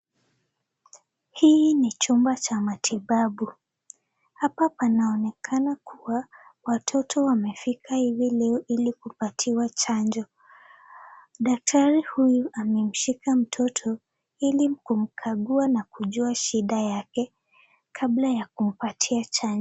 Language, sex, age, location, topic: Swahili, female, 18-24, Nakuru, health